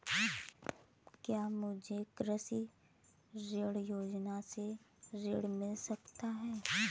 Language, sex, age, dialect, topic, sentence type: Hindi, female, 18-24, Awadhi Bundeli, banking, question